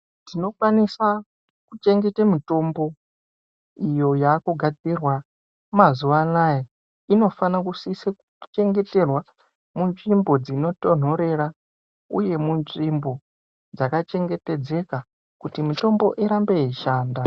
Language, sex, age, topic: Ndau, male, 18-24, health